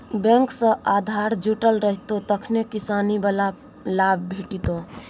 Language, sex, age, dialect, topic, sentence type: Maithili, female, 25-30, Bajjika, agriculture, statement